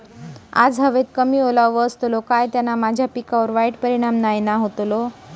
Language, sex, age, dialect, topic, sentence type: Marathi, female, 56-60, Southern Konkan, agriculture, question